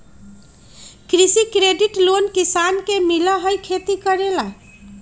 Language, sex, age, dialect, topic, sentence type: Magahi, female, 31-35, Western, banking, question